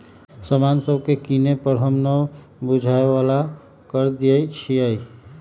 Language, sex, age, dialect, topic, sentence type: Magahi, male, 18-24, Western, banking, statement